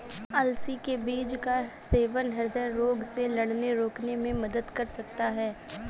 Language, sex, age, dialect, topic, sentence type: Hindi, female, 46-50, Marwari Dhudhari, agriculture, statement